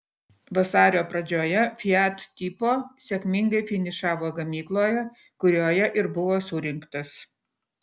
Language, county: Lithuanian, Utena